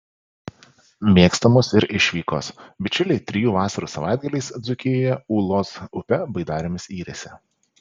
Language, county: Lithuanian, Panevėžys